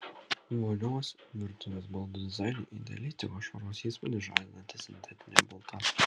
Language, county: Lithuanian, Kaunas